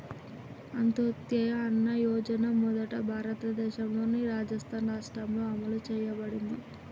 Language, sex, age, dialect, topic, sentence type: Telugu, male, 31-35, Telangana, agriculture, statement